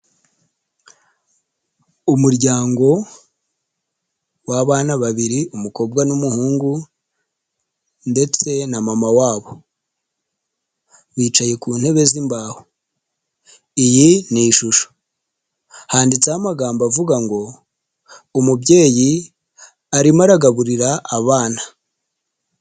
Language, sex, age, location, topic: Kinyarwanda, male, 25-35, Nyagatare, education